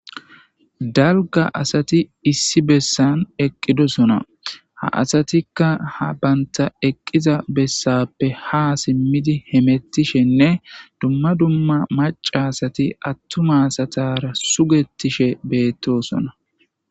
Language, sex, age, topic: Gamo, male, 25-35, government